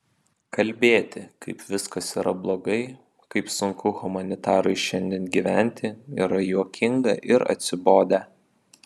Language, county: Lithuanian, Vilnius